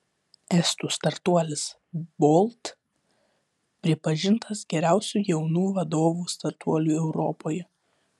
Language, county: Lithuanian, Vilnius